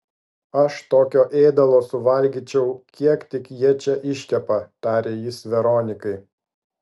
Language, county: Lithuanian, Vilnius